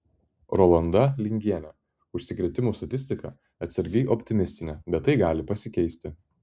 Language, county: Lithuanian, Vilnius